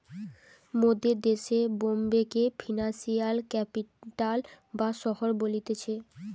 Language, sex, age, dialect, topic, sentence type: Bengali, female, 18-24, Western, banking, statement